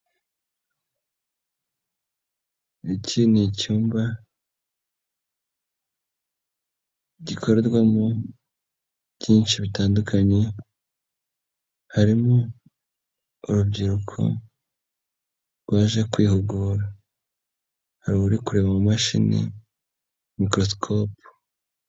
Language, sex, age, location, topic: Kinyarwanda, male, 25-35, Nyagatare, education